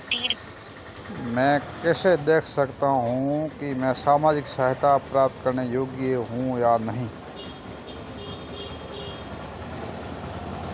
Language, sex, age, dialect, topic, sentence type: Hindi, male, 31-35, Marwari Dhudhari, banking, question